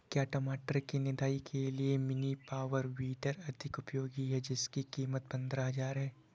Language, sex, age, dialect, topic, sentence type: Hindi, male, 25-30, Awadhi Bundeli, agriculture, question